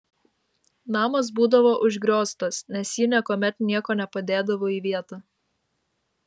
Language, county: Lithuanian, Vilnius